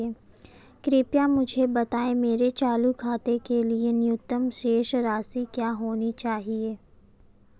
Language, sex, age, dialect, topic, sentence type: Hindi, female, 25-30, Marwari Dhudhari, banking, statement